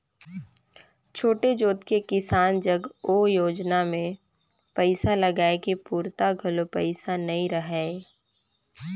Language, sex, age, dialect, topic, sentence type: Chhattisgarhi, female, 25-30, Northern/Bhandar, agriculture, statement